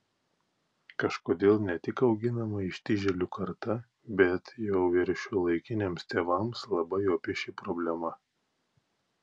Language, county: Lithuanian, Klaipėda